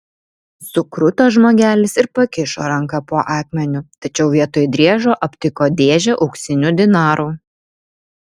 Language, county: Lithuanian, Vilnius